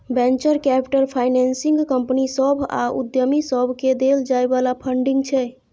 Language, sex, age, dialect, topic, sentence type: Maithili, female, 41-45, Bajjika, banking, statement